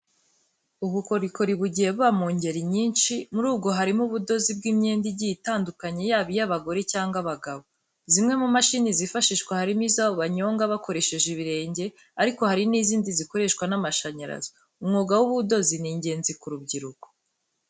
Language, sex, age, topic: Kinyarwanda, female, 18-24, education